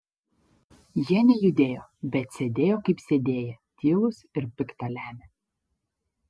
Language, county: Lithuanian, Šiauliai